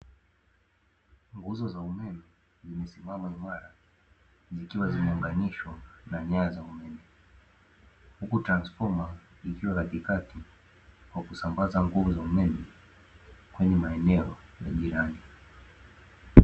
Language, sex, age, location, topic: Swahili, male, 18-24, Dar es Salaam, government